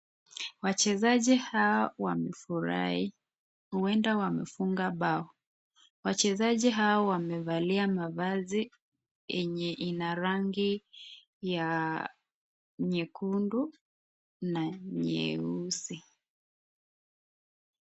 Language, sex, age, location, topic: Swahili, female, 25-35, Nakuru, government